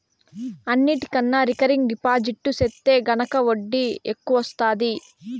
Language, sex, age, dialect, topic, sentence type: Telugu, female, 18-24, Southern, banking, statement